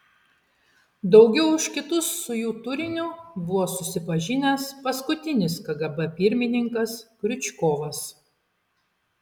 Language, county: Lithuanian, Klaipėda